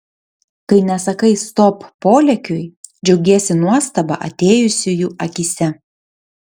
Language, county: Lithuanian, Panevėžys